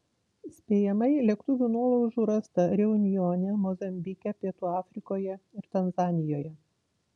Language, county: Lithuanian, Vilnius